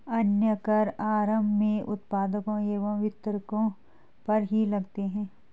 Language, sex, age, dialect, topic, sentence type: Hindi, female, 36-40, Garhwali, banking, statement